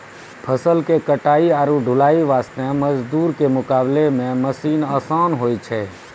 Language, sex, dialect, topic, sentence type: Maithili, male, Angika, agriculture, statement